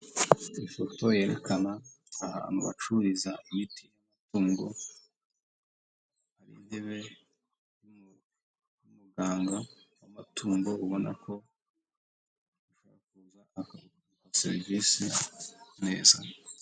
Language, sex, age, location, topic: Kinyarwanda, male, 25-35, Nyagatare, health